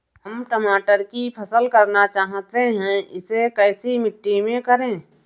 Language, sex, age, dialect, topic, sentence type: Hindi, female, 31-35, Awadhi Bundeli, agriculture, question